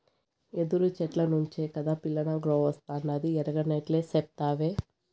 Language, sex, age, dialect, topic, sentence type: Telugu, male, 25-30, Southern, agriculture, statement